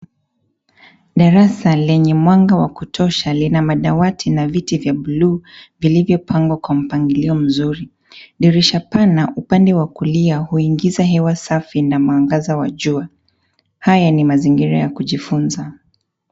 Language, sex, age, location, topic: Swahili, female, 25-35, Nairobi, education